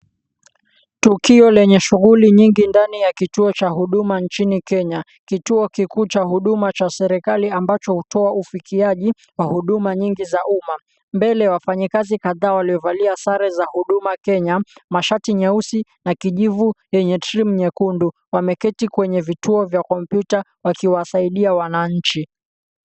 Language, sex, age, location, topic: Swahili, male, 18-24, Mombasa, government